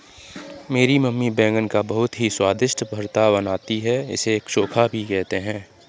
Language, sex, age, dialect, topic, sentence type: Hindi, male, 25-30, Kanauji Braj Bhasha, agriculture, statement